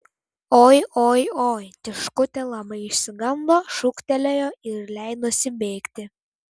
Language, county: Lithuanian, Klaipėda